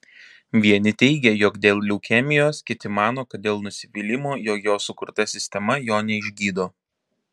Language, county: Lithuanian, Panevėžys